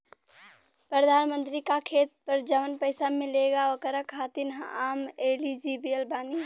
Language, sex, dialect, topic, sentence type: Bhojpuri, female, Western, banking, question